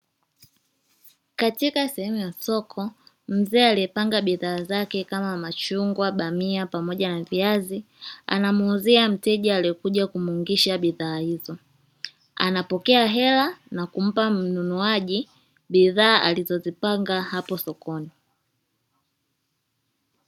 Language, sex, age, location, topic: Swahili, female, 25-35, Dar es Salaam, finance